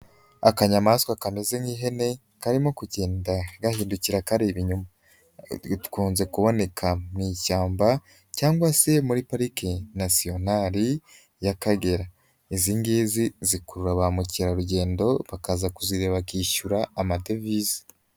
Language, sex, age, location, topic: Kinyarwanda, male, 18-24, Nyagatare, agriculture